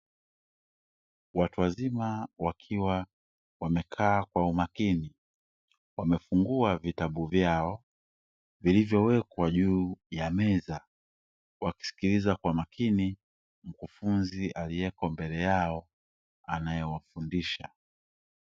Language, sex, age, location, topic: Swahili, male, 25-35, Dar es Salaam, education